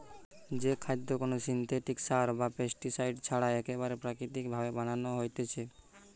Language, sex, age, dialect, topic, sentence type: Bengali, male, 18-24, Western, agriculture, statement